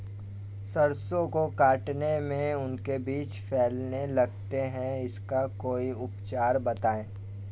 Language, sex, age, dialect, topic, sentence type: Hindi, male, 18-24, Awadhi Bundeli, agriculture, question